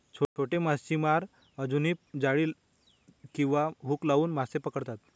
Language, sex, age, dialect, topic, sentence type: Marathi, male, 25-30, Northern Konkan, agriculture, statement